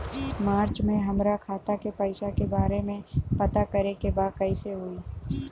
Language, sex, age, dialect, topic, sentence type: Bhojpuri, female, 18-24, Western, banking, question